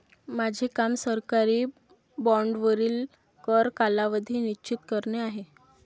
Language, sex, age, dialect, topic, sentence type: Marathi, female, 18-24, Varhadi, banking, statement